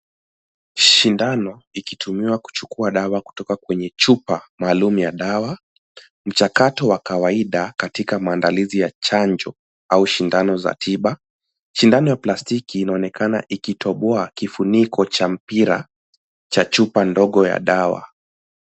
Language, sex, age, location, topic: Swahili, male, 18-24, Nairobi, health